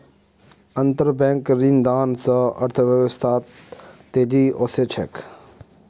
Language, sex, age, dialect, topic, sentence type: Magahi, male, 18-24, Northeastern/Surjapuri, banking, statement